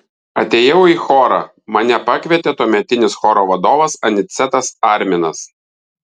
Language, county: Lithuanian, Vilnius